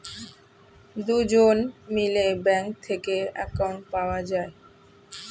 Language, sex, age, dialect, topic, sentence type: Bengali, female, <18, Standard Colloquial, banking, statement